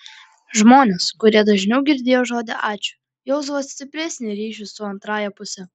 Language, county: Lithuanian, Klaipėda